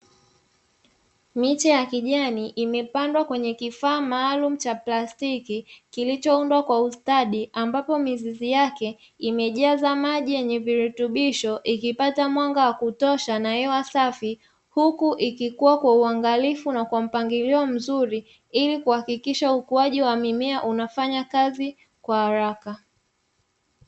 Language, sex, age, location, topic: Swahili, female, 25-35, Dar es Salaam, agriculture